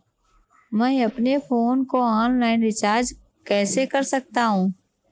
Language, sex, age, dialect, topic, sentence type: Hindi, female, 25-30, Marwari Dhudhari, banking, question